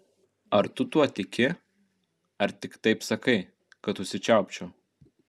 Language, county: Lithuanian, Kaunas